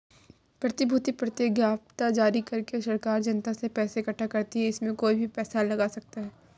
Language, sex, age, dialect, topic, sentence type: Hindi, female, 36-40, Kanauji Braj Bhasha, banking, statement